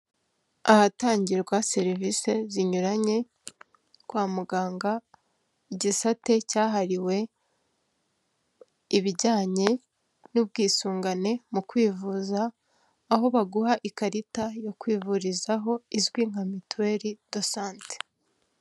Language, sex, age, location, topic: Kinyarwanda, female, 18-24, Kigali, finance